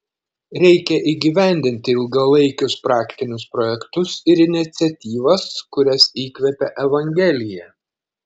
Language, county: Lithuanian, Šiauliai